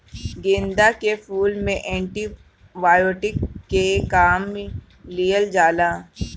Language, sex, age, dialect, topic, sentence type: Bhojpuri, male, 31-35, Northern, agriculture, statement